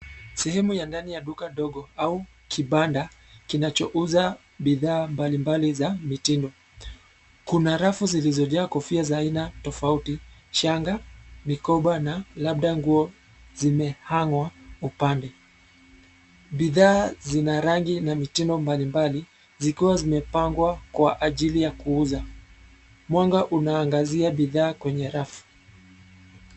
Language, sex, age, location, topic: Swahili, male, 25-35, Nairobi, finance